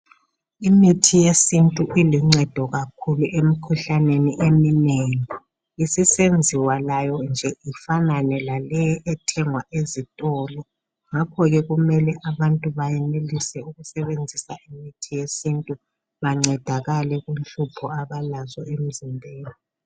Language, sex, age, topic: North Ndebele, male, 50+, health